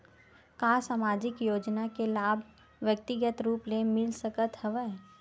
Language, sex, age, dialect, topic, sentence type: Chhattisgarhi, female, 18-24, Western/Budati/Khatahi, banking, question